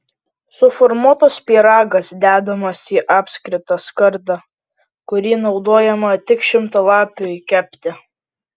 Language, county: Lithuanian, Kaunas